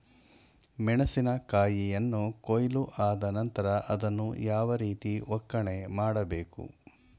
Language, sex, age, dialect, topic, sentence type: Kannada, male, 51-55, Mysore Kannada, agriculture, question